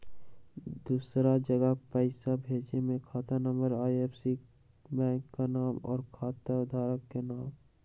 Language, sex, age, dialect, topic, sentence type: Magahi, male, 18-24, Western, banking, question